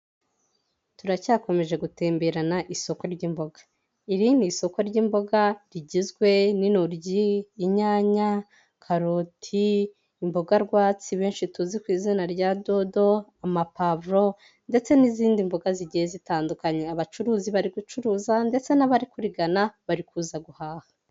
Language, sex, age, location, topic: Kinyarwanda, female, 18-24, Huye, finance